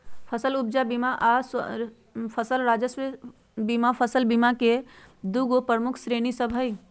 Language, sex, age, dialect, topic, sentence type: Magahi, female, 56-60, Western, banking, statement